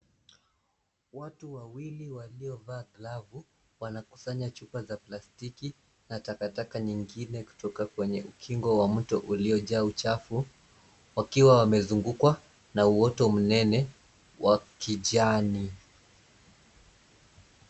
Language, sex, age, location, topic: Swahili, male, 25-35, Nairobi, government